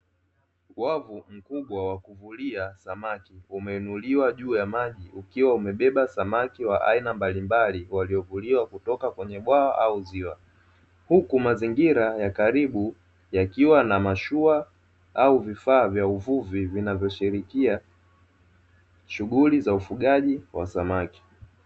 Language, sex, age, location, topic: Swahili, male, 25-35, Dar es Salaam, agriculture